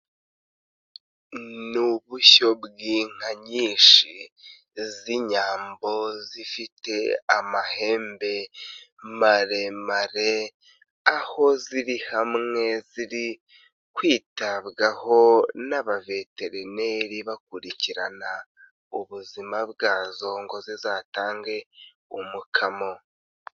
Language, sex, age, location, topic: Kinyarwanda, male, 25-35, Nyagatare, agriculture